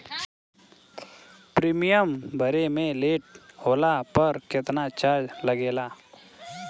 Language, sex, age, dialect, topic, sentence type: Bhojpuri, male, 25-30, Southern / Standard, banking, question